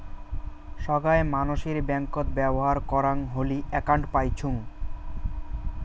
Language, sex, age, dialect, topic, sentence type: Bengali, male, 18-24, Rajbangshi, banking, statement